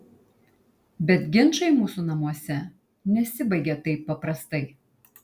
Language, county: Lithuanian, Kaunas